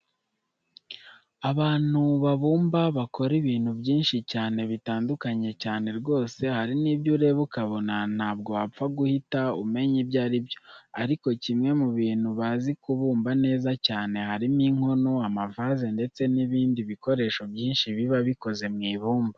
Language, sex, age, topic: Kinyarwanda, male, 18-24, education